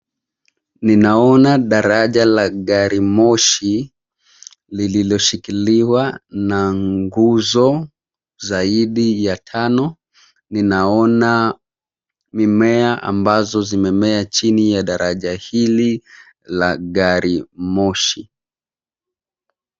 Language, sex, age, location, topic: Swahili, male, 25-35, Nairobi, government